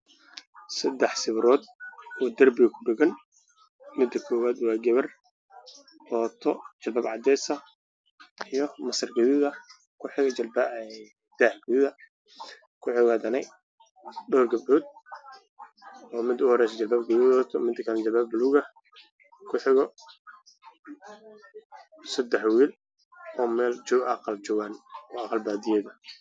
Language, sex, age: Somali, male, 18-24